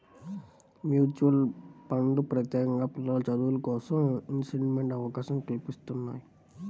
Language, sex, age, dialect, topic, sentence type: Telugu, male, 18-24, Central/Coastal, banking, statement